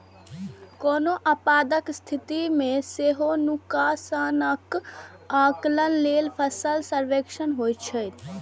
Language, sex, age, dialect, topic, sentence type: Maithili, male, 36-40, Eastern / Thethi, agriculture, statement